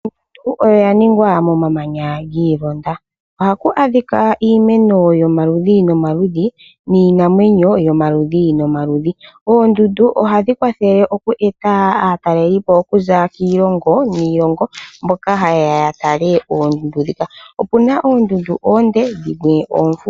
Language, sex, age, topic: Oshiwambo, female, 18-24, agriculture